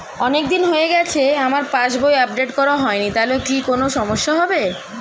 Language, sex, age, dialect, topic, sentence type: Bengali, male, 25-30, Standard Colloquial, banking, question